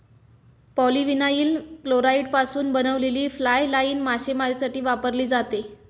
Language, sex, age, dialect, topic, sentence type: Marathi, female, 18-24, Standard Marathi, agriculture, statement